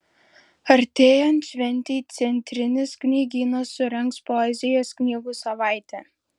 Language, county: Lithuanian, Šiauliai